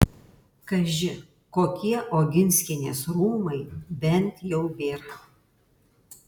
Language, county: Lithuanian, Alytus